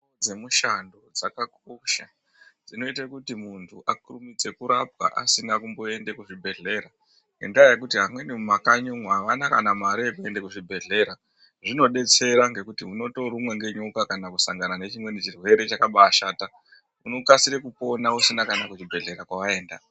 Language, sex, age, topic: Ndau, female, 36-49, health